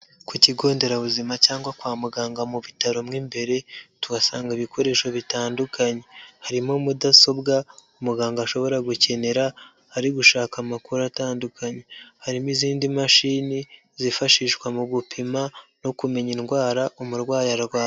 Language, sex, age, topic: Kinyarwanda, male, 25-35, health